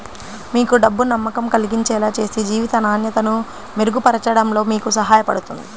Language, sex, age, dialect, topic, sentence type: Telugu, female, 25-30, Central/Coastal, banking, statement